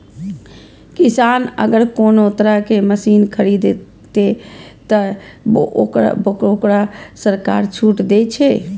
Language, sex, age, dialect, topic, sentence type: Maithili, female, 25-30, Eastern / Thethi, agriculture, question